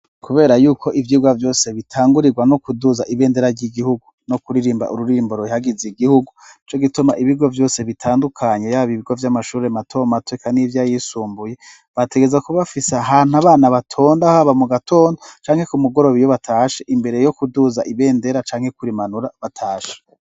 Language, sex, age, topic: Rundi, male, 36-49, education